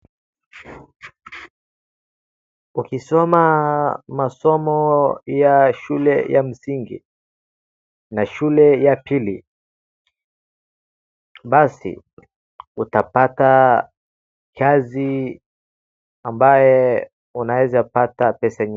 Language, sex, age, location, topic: Swahili, male, 36-49, Wajir, education